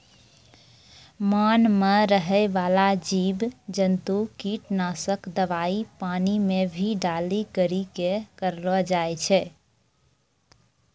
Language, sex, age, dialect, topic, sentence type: Maithili, female, 25-30, Angika, agriculture, statement